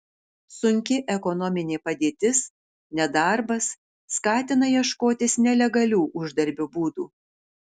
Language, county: Lithuanian, Kaunas